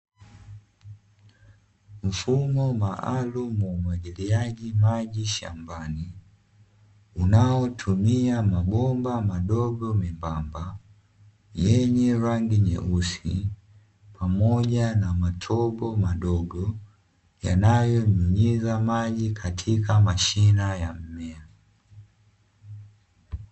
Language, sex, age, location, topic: Swahili, male, 25-35, Dar es Salaam, agriculture